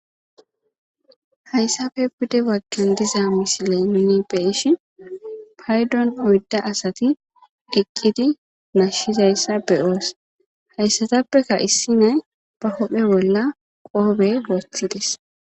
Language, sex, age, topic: Gamo, female, 18-24, agriculture